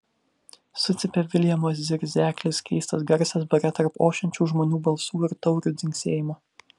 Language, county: Lithuanian, Vilnius